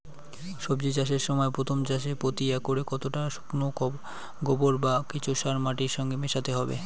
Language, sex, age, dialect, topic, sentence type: Bengali, male, 60-100, Rajbangshi, agriculture, question